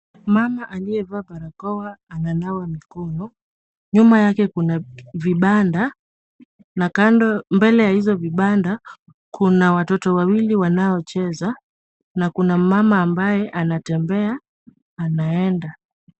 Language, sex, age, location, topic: Swahili, female, 18-24, Kisumu, health